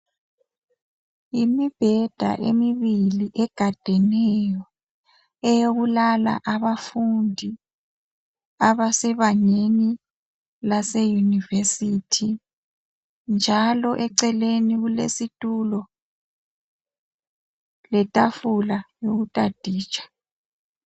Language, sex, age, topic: North Ndebele, male, 25-35, education